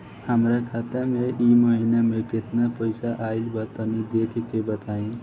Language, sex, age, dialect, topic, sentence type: Bhojpuri, female, 18-24, Southern / Standard, banking, question